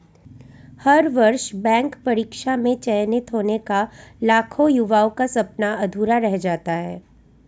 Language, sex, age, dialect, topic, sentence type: Hindi, female, 31-35, Hindustani Malvi Khadi Boli, banking, statement